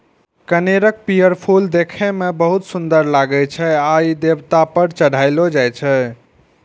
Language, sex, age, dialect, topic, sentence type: Maithili, male, 51-55, Eastern / Thethi, agriculture, statement